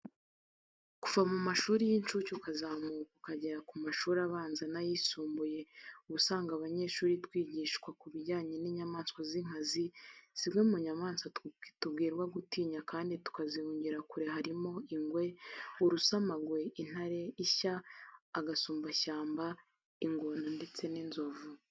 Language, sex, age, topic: Kinyarwanda, female, 25-35, education